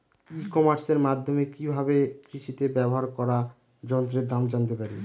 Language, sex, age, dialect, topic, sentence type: Bengali, male, 31-35, Northern/Varendri, agriculture, question